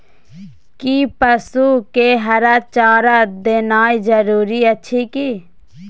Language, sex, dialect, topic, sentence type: Maithili, female, Bajjika, agriculture, question